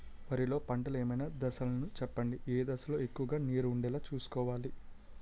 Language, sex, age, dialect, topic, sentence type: Telugu, male, 18-24, Utterandhra, agriculture, question